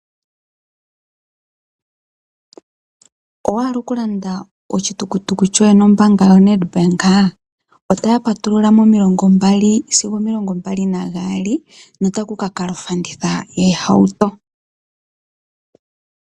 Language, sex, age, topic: Oshiwambo, female, 25-35, finance